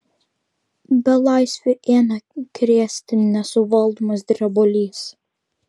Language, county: Lithuanian, Vilnius